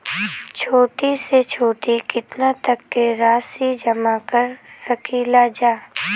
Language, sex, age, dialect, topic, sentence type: Bhojpuri, female, <18, Western, banking, question